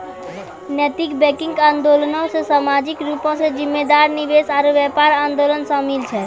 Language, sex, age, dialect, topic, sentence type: Maithili, female, 18-24, Angika, banking, statement